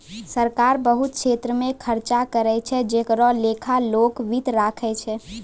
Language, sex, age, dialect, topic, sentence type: Maithili, female, 18-24, Angika, banking, statement